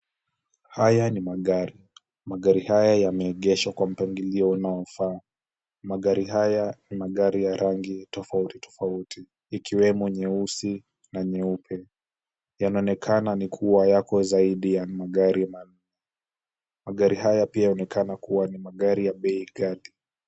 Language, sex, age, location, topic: Swahili, male, 18-24, Kisumu, finance